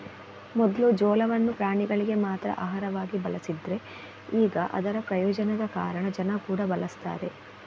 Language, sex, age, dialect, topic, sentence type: Kannada, female, 25-30, Coastal/Dakshin, agriculture, statement